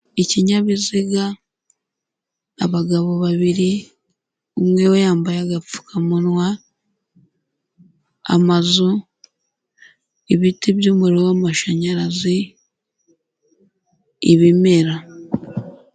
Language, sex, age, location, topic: Kinyarwanda, female, 18-24, Huye, finance